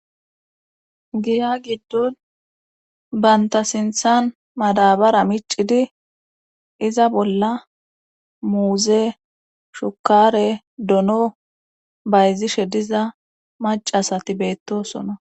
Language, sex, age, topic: Gamo, female, 18-24, government